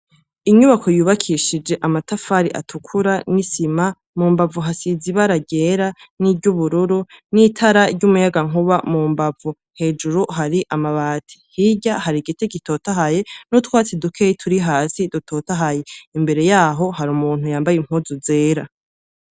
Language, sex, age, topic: Rundi, male, 36-49, education